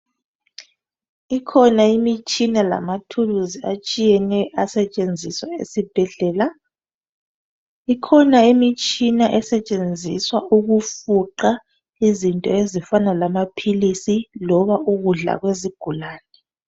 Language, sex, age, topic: North Ndebele, male, 36-49, health